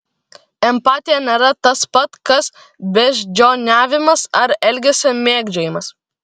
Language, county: Lithuanian, Vilnius